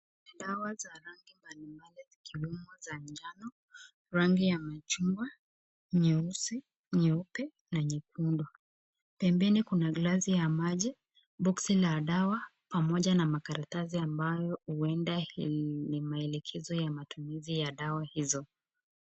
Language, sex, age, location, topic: Swahili, female, 25-35, Nakuru, health